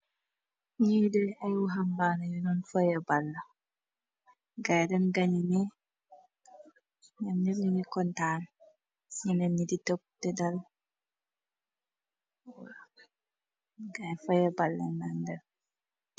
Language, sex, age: Wolof, female, 18-24